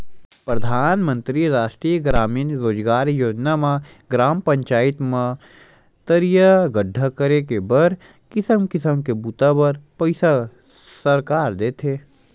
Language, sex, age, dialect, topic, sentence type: Chhattisgarhi, male, 18-24, Western/Budati/Khatahi, agriculture, statement